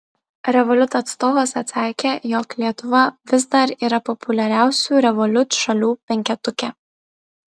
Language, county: Lithuanian, Vilnius